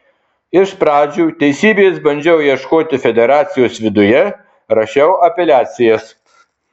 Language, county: Lithuanian, Kaunas